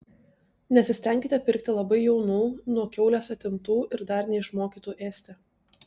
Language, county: Lithuanian, Tauragė